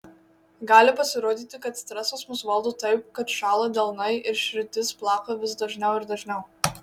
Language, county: Lithuanian, Marijampolė